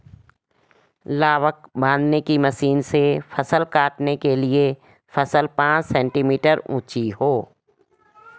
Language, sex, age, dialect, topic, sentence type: Hindi, female, 56-60, Garhwali, agriculture, statement